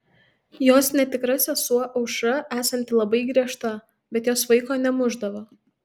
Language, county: Lithuanian, Tauragė